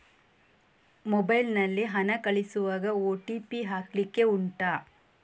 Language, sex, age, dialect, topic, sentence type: Kannada, female, 18-24, Coastal/Dakshin, banking, question